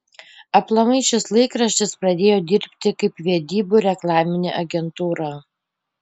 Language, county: Lithuanian, Panevėžys